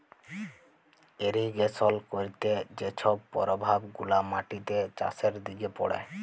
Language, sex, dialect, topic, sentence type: Bengali, male, Jharkhandi, agriculture, statement